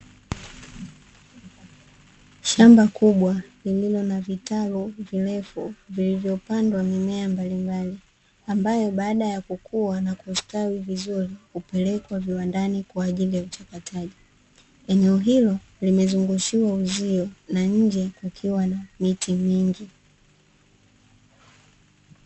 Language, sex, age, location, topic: Swahili, female, 18-24, Dar es Salaam, agriculture